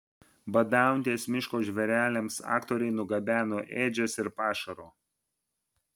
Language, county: Lithuanian, Vilnius